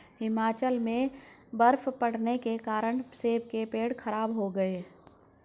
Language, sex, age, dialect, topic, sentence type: Hindi, female, 46-50, Hindustani Malvi Khadi Boli, agriculture, statement